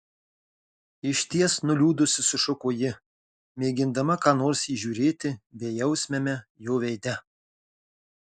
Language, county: Lithuanian, Marijampolė